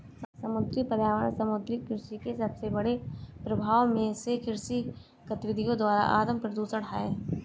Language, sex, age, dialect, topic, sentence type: Hindi, female, 25-30, Marwari Dhudhari, agriculture, statement